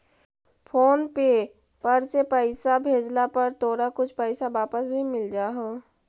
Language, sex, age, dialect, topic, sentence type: Magahi, female, 18-24, Central/Standard, banking, statement